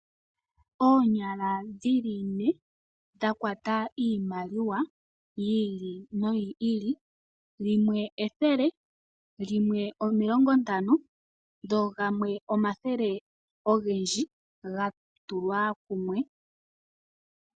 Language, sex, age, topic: Oshiwambo, female, 18-24, finance